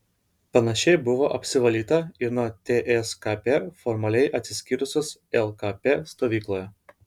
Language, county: Lithuanian, Vilnius